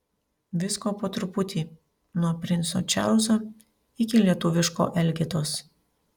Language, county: Lithuanian, Panevėžys